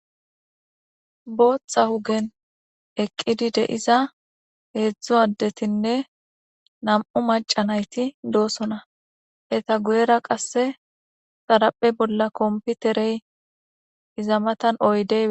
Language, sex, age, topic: Gamo, female, 18-24, government